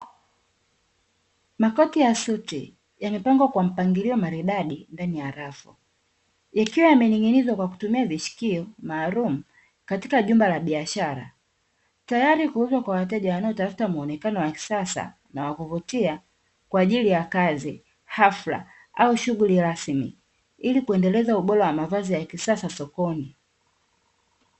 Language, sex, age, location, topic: Swahili, female, 36-49, Dar es Salaam, finance